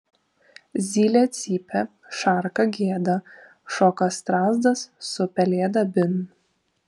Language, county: Lithuanian, Vilnius